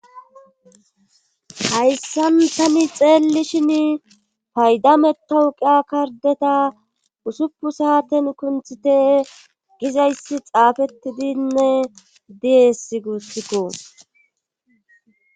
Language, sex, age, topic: Gamo, female, 25-35, government